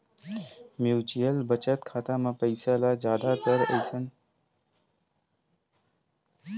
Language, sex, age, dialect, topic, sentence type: Chhattisgarhi, male, 18-24, Western/Budati/Khatahi, banking, statement